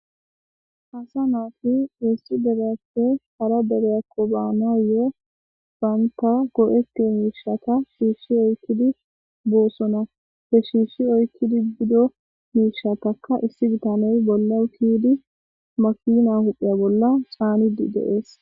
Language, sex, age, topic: Gamo, female, 25-35, government